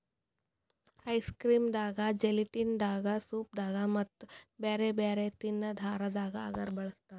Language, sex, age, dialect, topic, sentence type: Kannada, female, 25-30, Northeastern, agriculture, statement